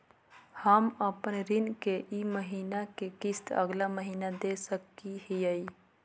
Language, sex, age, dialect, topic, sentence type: Magahi, female, 18-24, Southern, banking, question